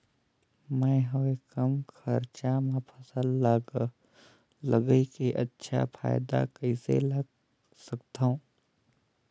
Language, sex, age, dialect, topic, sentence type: Chhattisgarhi, male, 18-24, Northern/Bhandar, agriculture, question